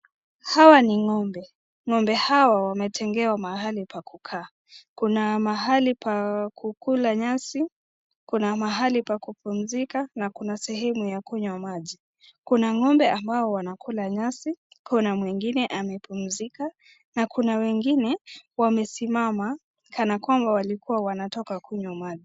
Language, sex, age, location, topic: Swahili, female, 25-35, Nakuru, agriculture